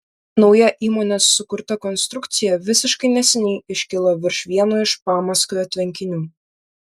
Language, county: Lithuanian, Vilnius